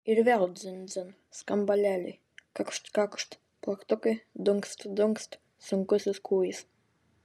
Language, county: Lithuanian, Vilnius